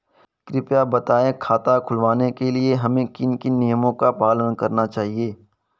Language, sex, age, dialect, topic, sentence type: Hindi, male, 18-24, Kanauji Braj Bhasha, banking, question